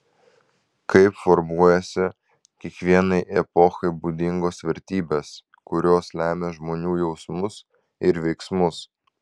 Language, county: Lithuanian, Vilnius